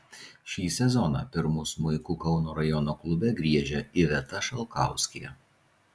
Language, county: Lithuanian, Vilnius